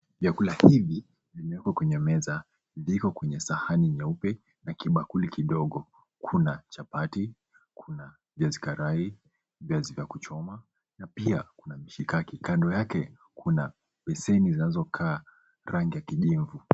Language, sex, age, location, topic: Swahili, male, 25-35, Mombasa, agriculture